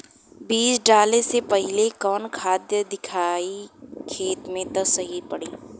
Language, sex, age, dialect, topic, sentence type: Bhojpuri, female, 18-24, Western, agriculture, question